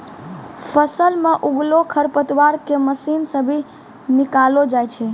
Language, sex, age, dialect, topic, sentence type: Maithili, female, 18-24, Angika, agriculture, statement